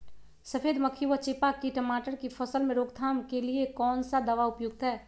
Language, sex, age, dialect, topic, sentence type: Magahi, female, 25-30, Western, agriculture, question